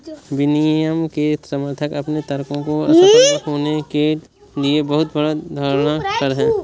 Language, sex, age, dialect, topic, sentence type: Hindi, male, 18-24, Awadhi Bundeli, banking, statement